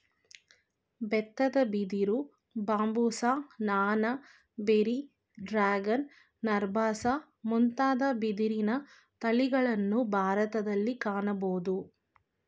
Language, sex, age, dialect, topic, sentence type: Kannada, female, 25-30, Mysore Kannada, agriculture, statement